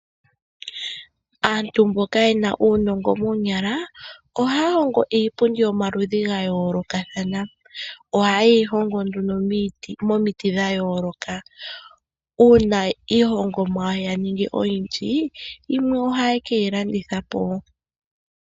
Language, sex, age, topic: Oshiwambo, male, 25-35, finance